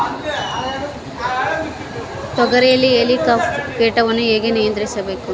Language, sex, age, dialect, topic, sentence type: Kannada, female, 51-55, Central, agriculture, question